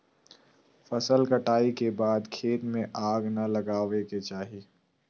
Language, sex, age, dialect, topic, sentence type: Magahi, male, 18-24, Southern, agriculture, statement